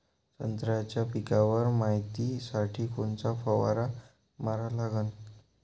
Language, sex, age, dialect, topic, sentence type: Marathi, male, 18-24, Varhadi, agriculture, question